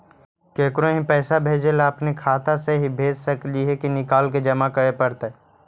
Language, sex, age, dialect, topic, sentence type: Magahi, male, 51-55, Central/Standard, banking, question